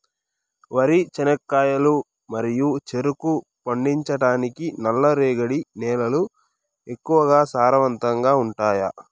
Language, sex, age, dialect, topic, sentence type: Telugu, male, 18-24, Southern, agriculture, question